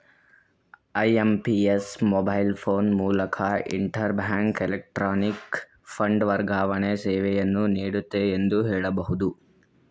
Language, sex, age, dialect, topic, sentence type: Kannada, male, 18-24, Mysore Kannada, banking, statement